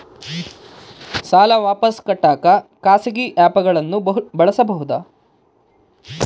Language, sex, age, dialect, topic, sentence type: Kannada, male, 31-35, Central, banking, question